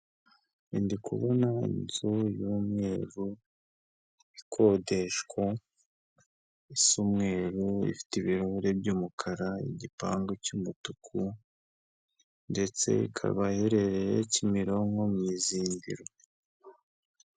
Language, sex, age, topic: Kinyarwanda, male, 25-35, finance